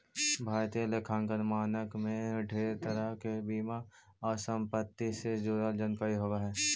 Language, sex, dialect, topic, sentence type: Magahi, male, Central/Standard, banking, statement